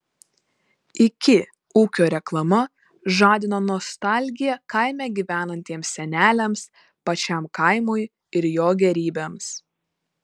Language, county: Lithuanian, Panevėžys